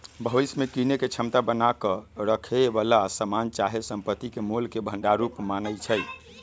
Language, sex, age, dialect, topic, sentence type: Magahi, male, 31-35, Western, banking, statement